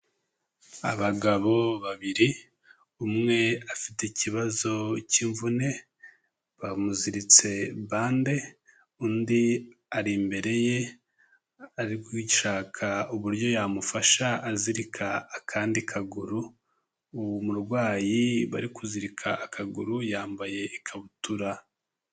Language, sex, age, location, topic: Kinyarwanda, male, 25-35, Kigali, health